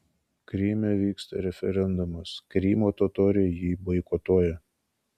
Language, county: Lithuanian, Kaunas